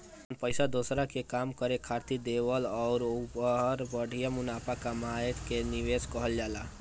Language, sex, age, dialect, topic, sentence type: Bhojpuri, male, 18-24, Northern, banking, statement